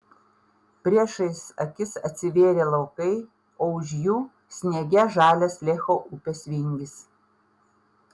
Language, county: Lithuanian, Panevėžys